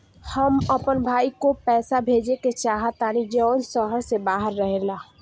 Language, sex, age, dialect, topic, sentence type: Bhojpuri, female, 18-24, Northern, banking, statement